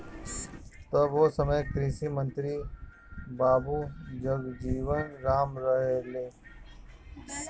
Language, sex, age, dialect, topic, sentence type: Bhojpuri, male, 31-35, Northern, agriculture, statement